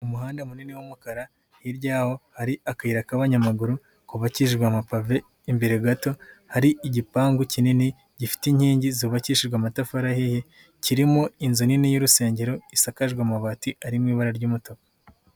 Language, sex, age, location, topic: Kinyarwanda, male, 18-24, Nyagatare, finance